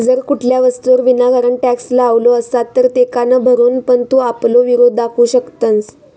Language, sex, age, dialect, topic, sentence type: Marathi, female, 18-24, Southern Konkan, banking, statement